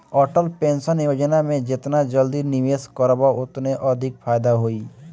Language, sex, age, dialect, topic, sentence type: Bhojpuri, male, <18, Northern, banking, statement